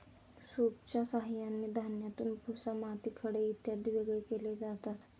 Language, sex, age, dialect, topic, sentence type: Marathi, female, 18-24, Standard Marathi, agriculture, statement